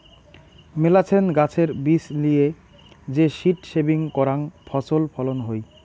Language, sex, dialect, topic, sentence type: Bengali, male, Rajbangshi, agriculture, statement